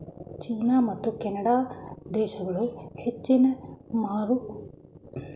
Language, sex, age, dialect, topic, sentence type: Kannada, male, 46-50, Mysore Kannada, agriculture, statement